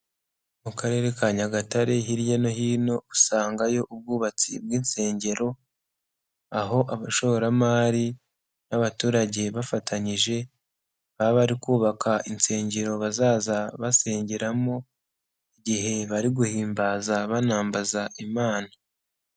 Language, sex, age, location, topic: Kinyarwanda, male, 18-24, Nyagatare, finance